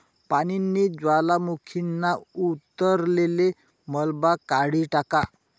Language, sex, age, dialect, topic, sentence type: Marathi, male, 46-50, Northern Konkan, agriculture, statement